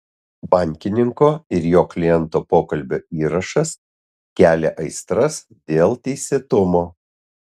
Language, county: Lithuanian, Utena